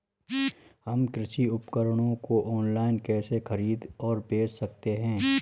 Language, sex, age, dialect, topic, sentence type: Hindi, male, 31-35, Marwari Dhudhari, agriculture, question